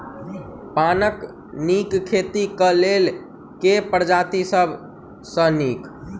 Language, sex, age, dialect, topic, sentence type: Maithili, male, 18-24, Southern/Standard, agriculture, question